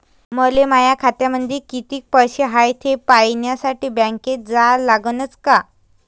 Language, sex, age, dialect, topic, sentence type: Marathi, female, 25-30, Varhadi, banking, question